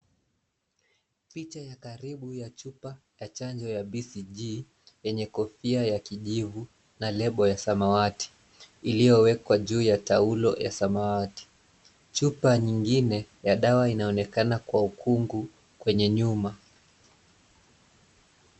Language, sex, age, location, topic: Swahili, male, 25-35, Nairobi, health